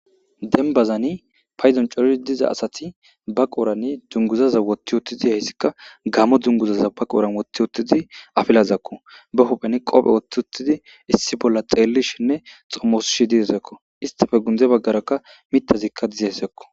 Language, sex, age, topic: Gamo, male, 25-35, government